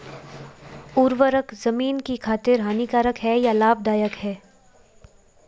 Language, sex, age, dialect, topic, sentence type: Hindi, female, 25-30, Marwari Dhudhari, agriculture, question